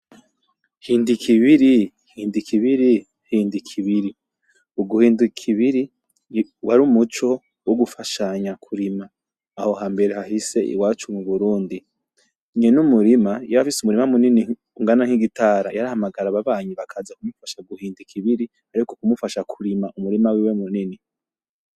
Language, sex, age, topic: Rundi, male, 25-35, agriculture